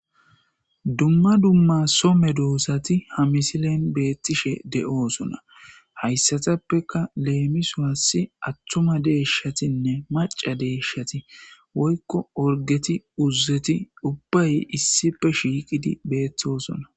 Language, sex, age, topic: Gamo, male, 18-24, agriculture